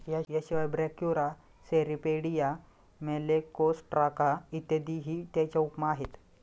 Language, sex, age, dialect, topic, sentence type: Marathi, male, 25-30, Standard Marathi, agriculture, statement